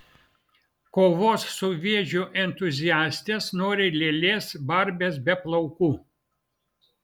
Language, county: Lithuanian, Vilnius